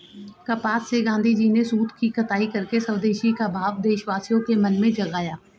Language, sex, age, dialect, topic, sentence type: Hindi, male, 36-40, Hindustani Malvi Khadi Boli, agriculture, statement